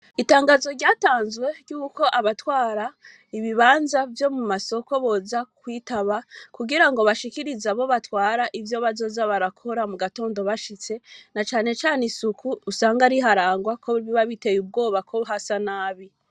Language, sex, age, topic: Rundi, female, 25-35, education